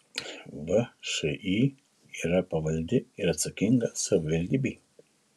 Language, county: Lithuanian, Šiauliai